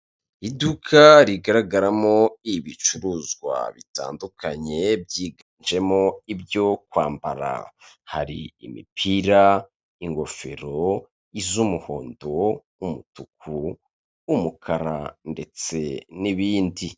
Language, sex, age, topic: Kinyarwanda, male, 25-35, finance